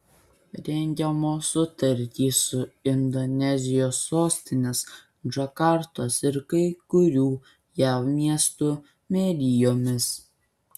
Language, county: Lithuanian, Kaunas